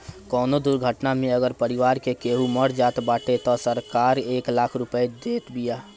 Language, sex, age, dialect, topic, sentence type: Bhojpuri, male, 18-24, Northern, banking, statement